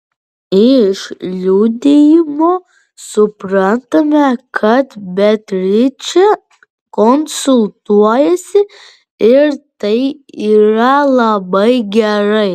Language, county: Lithuanian, Vilnius